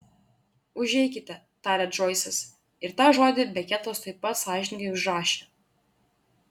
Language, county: Lithuanian, Klaipėda